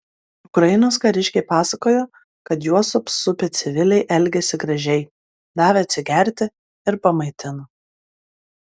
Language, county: Lithuanian, Klaipėda